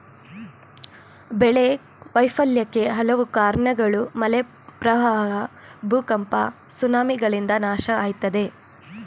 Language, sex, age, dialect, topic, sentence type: Kannada, female, 18-24, Mysore Kannada, agriculture, statement